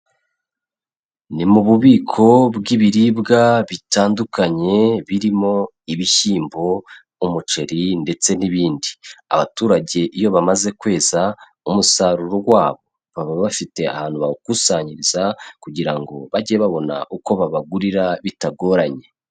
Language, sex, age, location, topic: Kinyarwanda, male, 25-35, Kigali, agriculture